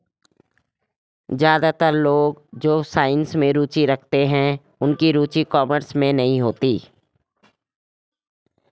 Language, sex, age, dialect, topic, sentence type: Hindi, female, 56-60, Garhwali, banking, statement